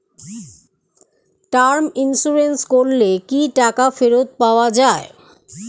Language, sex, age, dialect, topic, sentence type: Bengali, female, 51-55, Standard Colloquial, banking, question